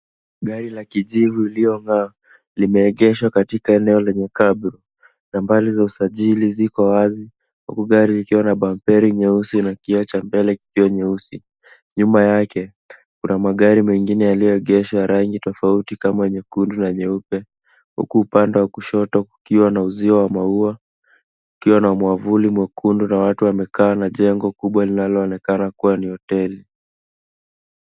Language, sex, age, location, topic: Swahili, male, 18-24, Nairobi, finance